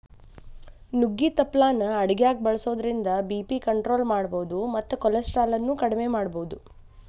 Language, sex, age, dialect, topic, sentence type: Kannada, female, 25-30, Dharwad Kannada, agriculture, statement